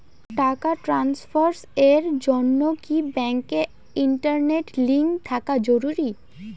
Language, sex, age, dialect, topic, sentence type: Bengali, female, <18, Rajbangshi, banking, question